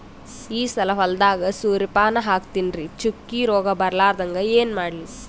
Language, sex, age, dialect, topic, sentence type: Kannada, female, 18-24, Northeastern, agriculture, question